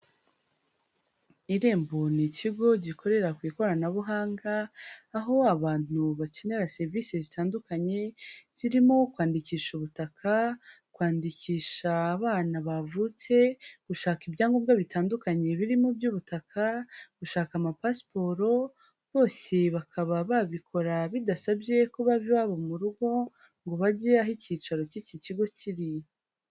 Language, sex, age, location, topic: Kinyarwanda, female, 18-24, Huye, government